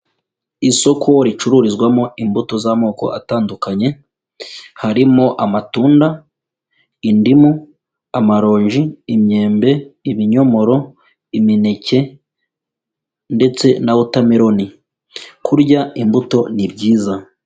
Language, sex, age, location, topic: Kinyarwanda, female, 25-35, Kigali, agriculture